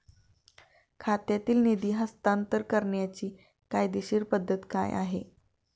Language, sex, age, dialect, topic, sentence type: Marathi, female, 25-30, Standard Marathi, banking, question